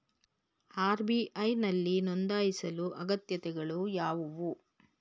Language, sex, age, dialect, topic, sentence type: Kannada, female, 51-55, Mysore Kannada, banking, question